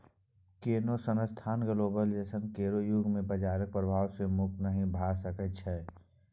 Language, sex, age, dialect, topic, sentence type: Maithili, male, 18-24, Bajjika, banking, statement